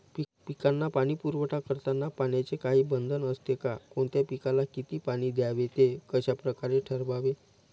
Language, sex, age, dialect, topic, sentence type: Marathi, male, 31-35, Northern Konkan, agriculture, question